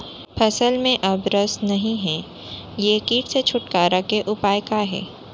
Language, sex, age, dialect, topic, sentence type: Chhattisgarhi, female, 18-24, Central, agriculture, question